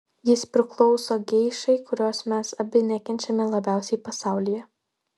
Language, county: Lithuanian, Vilnius